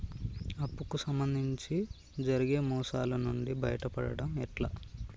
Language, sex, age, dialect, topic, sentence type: Telugu, male, 18-24, Telangana, banking, question